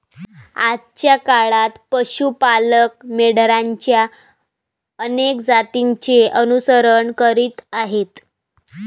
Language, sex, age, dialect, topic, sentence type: Marathi, female, 18-24, Varhadi, agriculture, statement